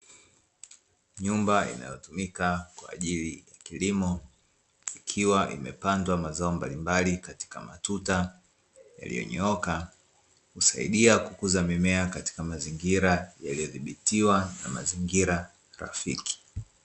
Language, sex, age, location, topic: Swahili, male, 25-35, Dar es Salaam, agriculture